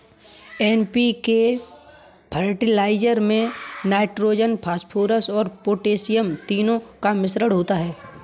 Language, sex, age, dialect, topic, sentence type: Hindi, male, 25-30, Kanauji Braj Bhasha, agriculture, statement